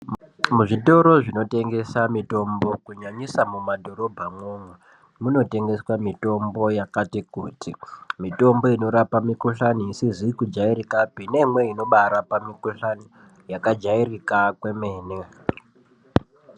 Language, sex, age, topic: Ndau, male, 18-24, health